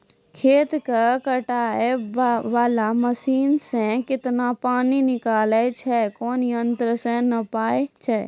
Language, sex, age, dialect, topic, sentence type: Maithili, female, 41-45, Angika, agriculture, question